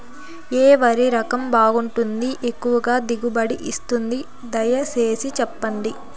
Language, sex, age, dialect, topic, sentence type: Telugu, female, 18-24, Southern, agriculture, question